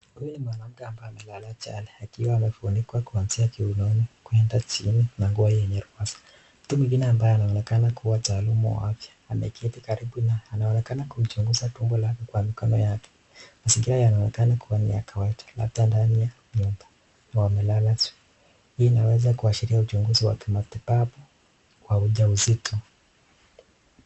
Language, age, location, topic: Swahili, 36-49, Nakuru, health